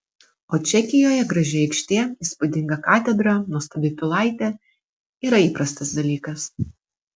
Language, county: Lithuanian, Vilnius